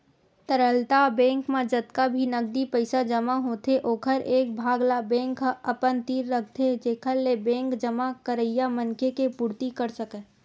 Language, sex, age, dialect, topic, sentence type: Chhattisgarhi, female, 18-24, Western/Budati/Khatahi, banking, statement